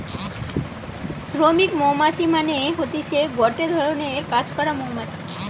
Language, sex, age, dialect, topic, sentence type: Bengali, female, 18-24, Western, agriculture, statement